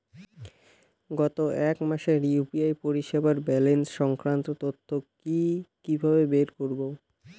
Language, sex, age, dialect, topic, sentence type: Bengali, male, <18, Rajbangshi, banking, question